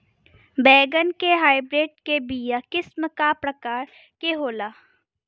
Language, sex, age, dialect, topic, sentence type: Bhojpuri, female, 18-24, Western, agriculture, question